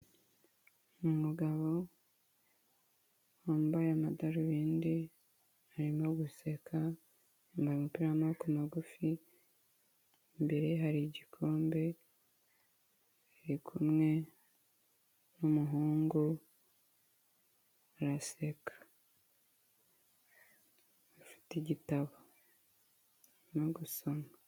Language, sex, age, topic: Kinyarwanda, female, 25-35, health